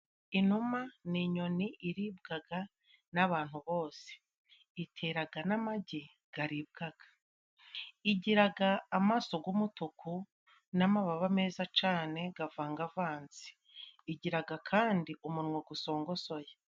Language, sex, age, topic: Kinyarwanda, female, 36-49, agriculture